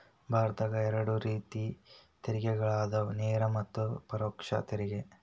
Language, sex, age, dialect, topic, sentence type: Kannada, male, 18-24, Dharwad Kannada, banking, statement